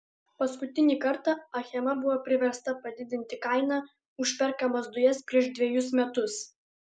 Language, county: Lithuanian, Alytus